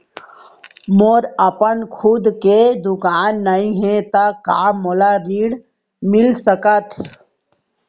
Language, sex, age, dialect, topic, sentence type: Chhattisgarhi, female, 18-24, Central, banking, question